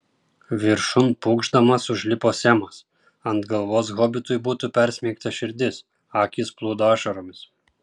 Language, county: Lithuanian, Kaunas